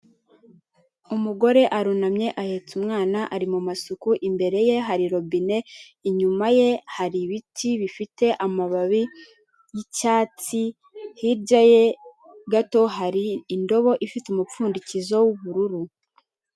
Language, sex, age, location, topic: Kinyarwanda, female, 18-24, Kigali, health